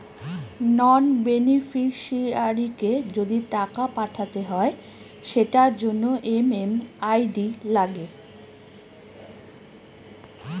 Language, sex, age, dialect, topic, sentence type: Bengali, female, 36-40, Northern/Varendri, banking, statement